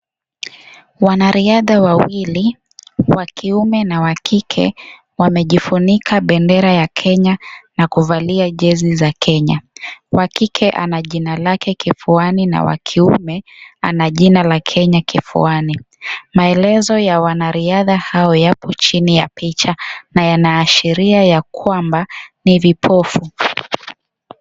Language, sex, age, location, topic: Swahili, female, 25-35, Kisii, education